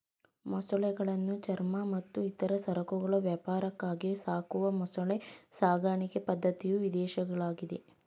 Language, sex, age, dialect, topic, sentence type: Kannada, female, 18-24, Mysore Kannada, agriculture, statement